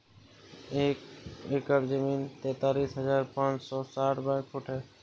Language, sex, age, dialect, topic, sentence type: Hindi, male, 18-24, Awadhi Bundeli, agriculture, statement